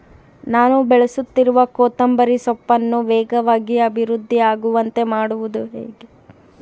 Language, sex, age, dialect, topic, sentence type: Kannada, female, 18-24, Central, agriculture, question